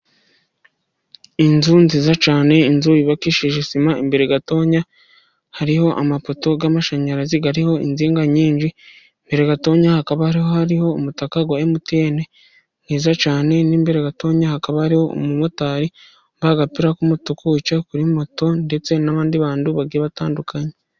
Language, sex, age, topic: Kinyarwanda, female, 25-35, finance